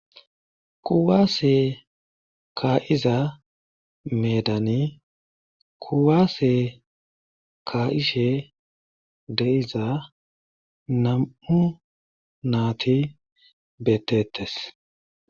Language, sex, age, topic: Gamo, male, 25-35, government